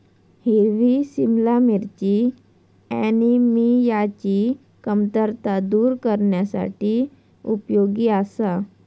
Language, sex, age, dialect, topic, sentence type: Marathi, male, 18-24, Southern Konkan, agriculture, statement